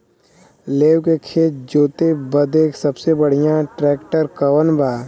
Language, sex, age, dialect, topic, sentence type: Bhojpuri, male, 18-24, Western, agriculture, question